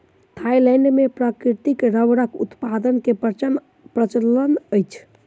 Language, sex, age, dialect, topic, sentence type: Maithili, male, 18-24, Southern/Standard, agriculture, statement